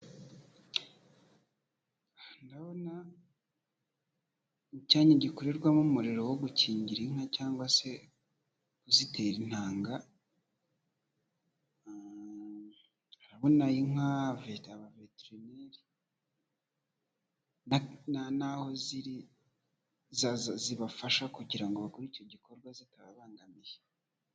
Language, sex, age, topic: Kinyarwanda, male, 25-35, agriculture